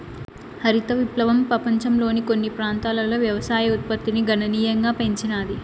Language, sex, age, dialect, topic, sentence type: Telugu, female, 18-24, Southern, agriculture, statement